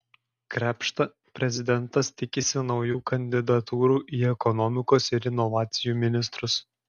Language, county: Lithuanian, Klaipėda